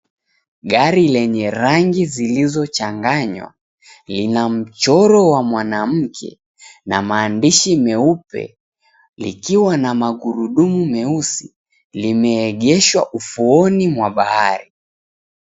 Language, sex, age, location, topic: Swahili, male, 25-35, Mombasa, government